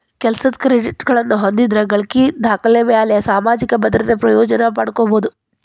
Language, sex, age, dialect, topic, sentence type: Kannada, female, 31-35, Dharwad Kannada, banking, statement